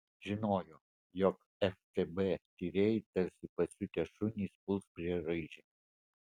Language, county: Lithuanian, Alytus